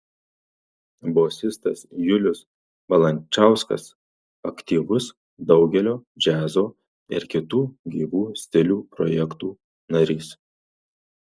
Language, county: Lithuanian, Marijampolė